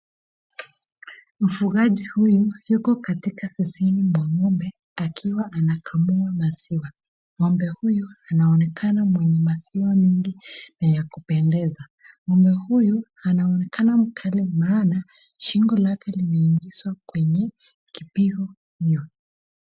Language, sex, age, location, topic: Swahili, female, 25-35, Nakuru, agriculture